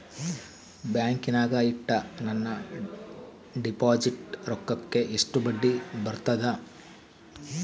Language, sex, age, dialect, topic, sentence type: Kannada, male, 46-50, Central, banking, question